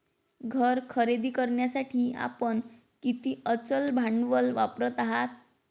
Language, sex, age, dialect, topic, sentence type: Marathi, female, 25-30, Varhadi, banking, statement